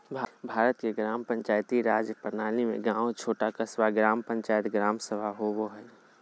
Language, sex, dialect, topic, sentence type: Magahi, male, Southern, banking, statement